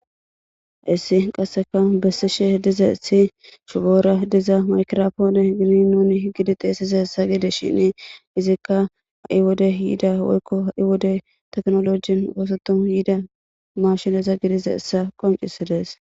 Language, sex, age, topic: Gamo, female, 18-24, government